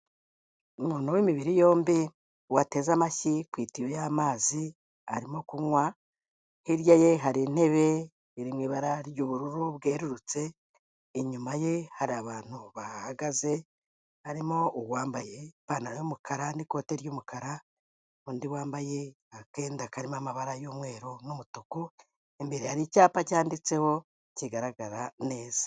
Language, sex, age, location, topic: Kinyarwanda, female, 18-24, Kigali, health